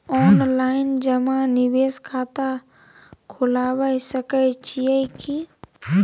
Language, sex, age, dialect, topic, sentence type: Maithili, female, 18-24, Bajjika, banking, question